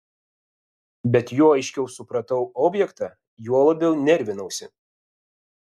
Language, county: Lithuanian, Vilnius